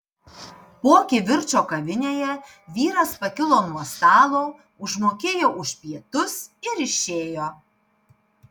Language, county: Lithuanian, Panevėžys